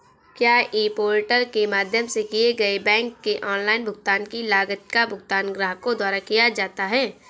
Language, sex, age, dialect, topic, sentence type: Hindi, female, 18-24, Awadhi Bundeli, banking, question